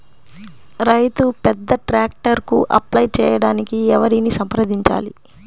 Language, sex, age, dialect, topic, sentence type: Telugu, female, 31-35, Central/Coastal, agriculture, question